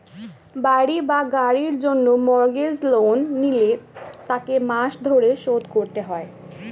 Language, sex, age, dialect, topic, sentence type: Bengali, female, 18-24, Standard Colloquial, banking, statement